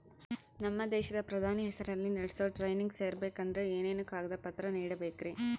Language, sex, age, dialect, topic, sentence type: Kannada, female, 25-30, Central, banking, question